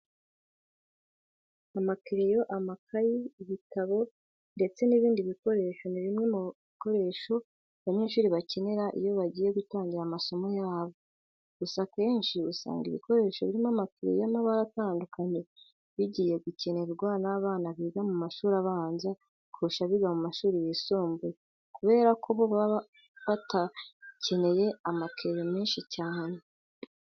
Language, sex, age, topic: Kinyarwanda, female, 18-24, education